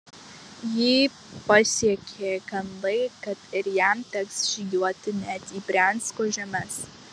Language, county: Lithuanian, Marijampolė